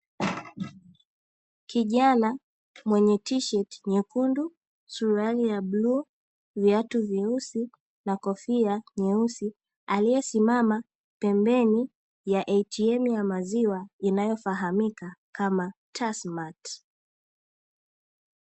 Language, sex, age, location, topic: Swahili, female, 18-24, Dar es Salaam, finance